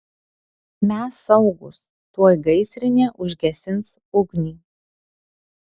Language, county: Lithuanian, Alytus